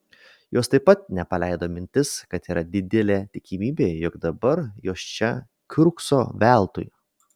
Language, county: Lithuanian, Vilnius